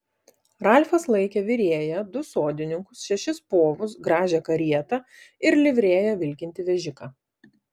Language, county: Lithuanian, Vilnius